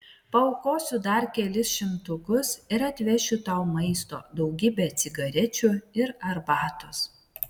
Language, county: Lithuanian, Vilnius